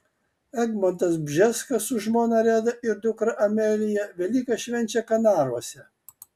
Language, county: Lithuanian, Kaunas